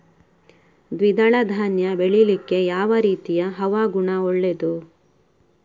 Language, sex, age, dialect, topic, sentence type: Kannada, female, 31-35, Coastal/Dakshin, agriculture, question